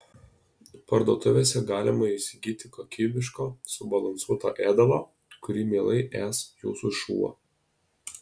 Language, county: Lithuanian, Alytus